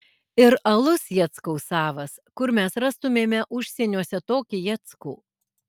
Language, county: Lithuanian, Alytus